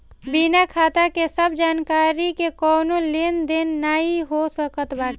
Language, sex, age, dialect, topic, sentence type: Bhojpuri, female, 18-24, Northern, banking, statement